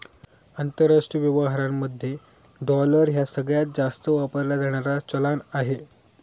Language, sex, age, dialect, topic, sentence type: Marathi, male, 25-30, Southern Konkan, banking, statement